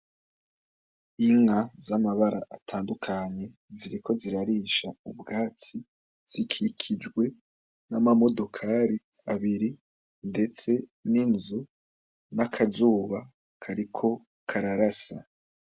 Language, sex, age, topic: Rundi, male, 25-35, agriculture